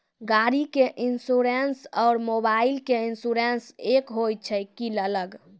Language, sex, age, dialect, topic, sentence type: Maithili, female, 18-24, Angika, banking, question